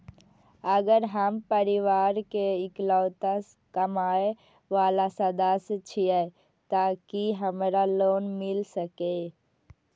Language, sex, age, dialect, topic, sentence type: Maithili, female, 18-24, Eastern / Thethi, banking, question